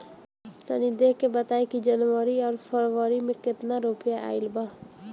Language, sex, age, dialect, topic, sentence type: Bhojpuri, female, 18-24, Northern, banking, question